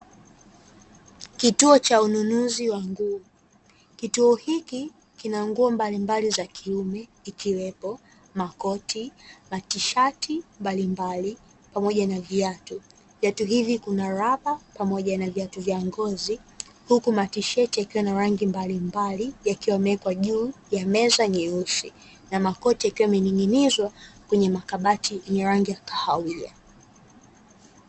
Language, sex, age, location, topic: Swahili, female, 18-24, Dar es Salaam, finance